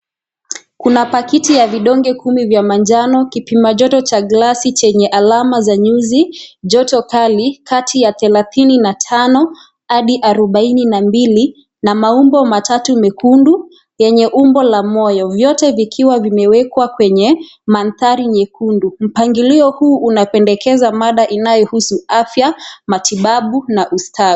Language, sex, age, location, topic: Swahili, female, 18-24, Kisii, health